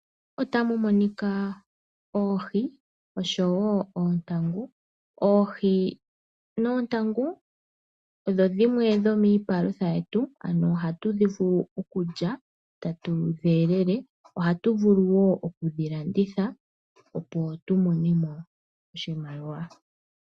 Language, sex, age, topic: Oshiwambo, female, 25-35, agriculture